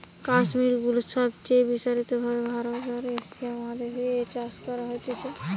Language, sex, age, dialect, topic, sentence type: Bengali, female, 18-24, Western, agriculture, statement